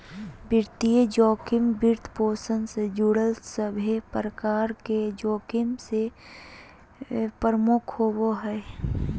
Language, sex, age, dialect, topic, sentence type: Magahi, female, 31-35, Southern, banking, statement